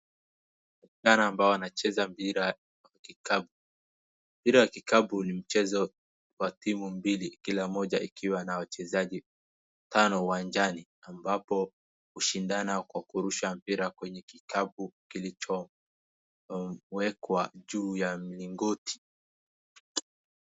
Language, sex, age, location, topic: Swahili, male, 18-24, Wajir, government